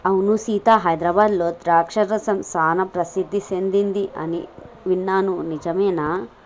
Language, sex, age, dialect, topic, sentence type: Telugu, female, 18-24, Telangana, agriculture, statement